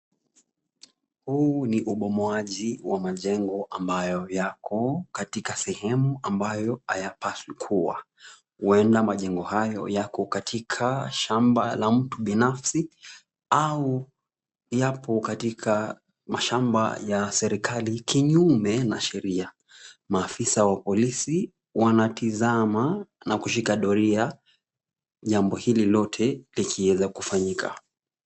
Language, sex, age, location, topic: Swahili, male, 25-35, Kisumu, health